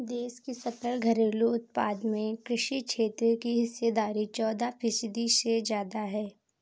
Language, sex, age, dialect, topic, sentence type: Hindi, female, 18-24, Marwari Dhudhari, agriculture, statement